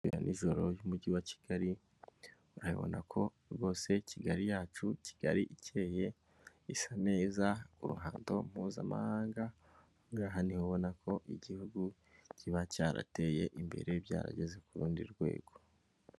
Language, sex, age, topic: Kinyarwanda, female, 18-24, finance